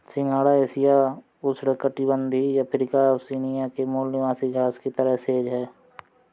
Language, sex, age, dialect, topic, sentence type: Hindi, male, 25-30, Awadhi Bundeli, agriculture, statement